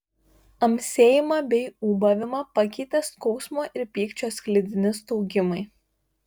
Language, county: Lithuanian, Panevėžys